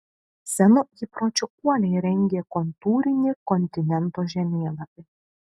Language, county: Lithuanian, Kaunas